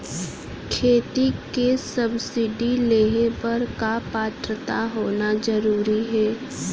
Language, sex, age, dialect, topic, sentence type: Chhattisgarhi, female, 36-40, Central, agriculture, question